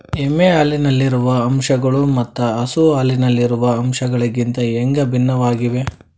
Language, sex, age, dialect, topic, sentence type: Kannada, male, 41-45, Dharwad Kannada, agriculture, question